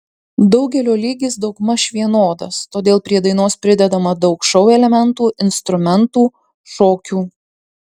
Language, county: Lithuanian, Marijampolė